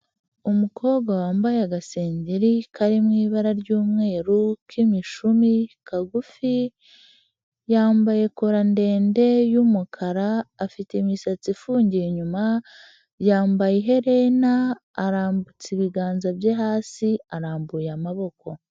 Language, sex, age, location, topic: Kinyarwanda, female, 25-35, Huye, health